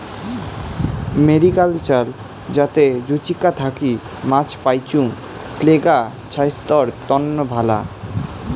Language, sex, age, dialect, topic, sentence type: Bengali, male, 18-24, Rajbangshi, agriculture, statement